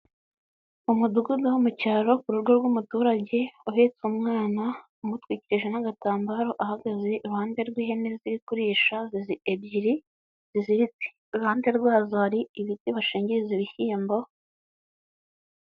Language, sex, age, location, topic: Kinyarwanda, male, 18-24, Huye, agriculture